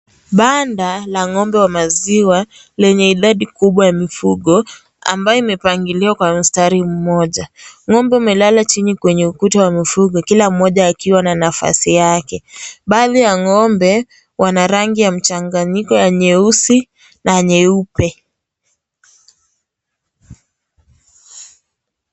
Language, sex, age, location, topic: Swahili, female, 25-35, Kisii, agriculture